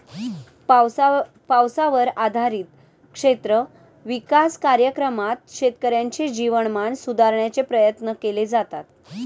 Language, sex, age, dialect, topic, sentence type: Marathi, female, 31-35, Standard Marathi, agriculture, statement